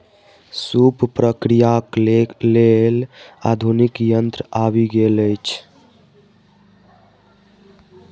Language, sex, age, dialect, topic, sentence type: Maithili, male, 18-24, Southern/Standard, agriculture, statement